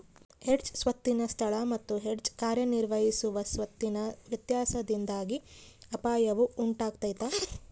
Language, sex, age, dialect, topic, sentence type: Kannada, female, 31-35, Central, banking, statement